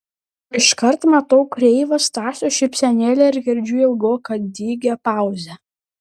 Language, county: Lithuanian, Panevėžys